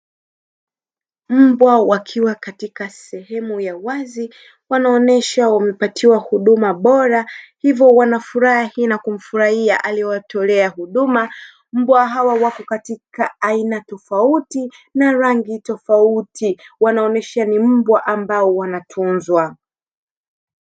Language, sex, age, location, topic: Swahili, female, 25-35, Dar es Salaam, agriculture